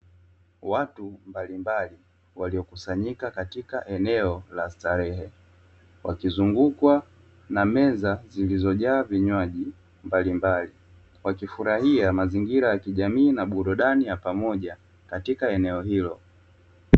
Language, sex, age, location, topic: Swahili, male, 25-35, Dar es Salaam, finance